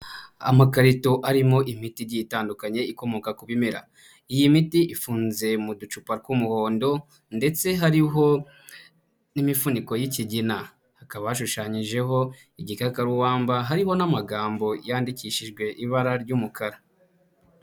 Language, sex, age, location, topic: Kinyarwanda, male, 25-35, Huye, health